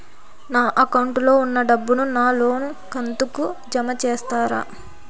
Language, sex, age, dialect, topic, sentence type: Telugu, female, 18-24, Southern, banking, question